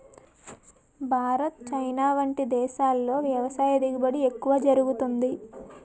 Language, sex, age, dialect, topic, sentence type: Telugu, female, 18-24, Utterandhra, agriculture, statement